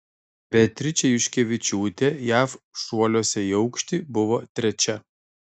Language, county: Lithuanian, Kaunas